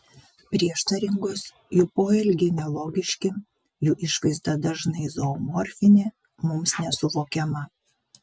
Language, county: Lithuanian, Vilnius